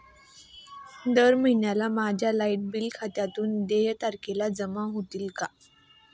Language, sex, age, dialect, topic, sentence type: Marathi, female, 18-24, Standard Marathi, banking, question